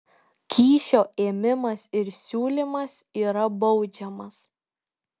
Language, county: Lithuanian, Šiauliai